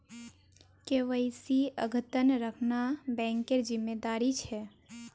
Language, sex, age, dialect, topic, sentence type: Magahi, female, 18-24, Northeastern/Surjapuri, banking, statement